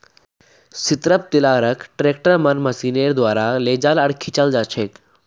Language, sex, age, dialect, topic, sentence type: Magahi, male, 18-24, Northeastern/Surjapuri, agriculture, statement